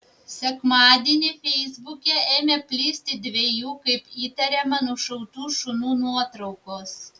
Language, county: Lithuanian, Vilnius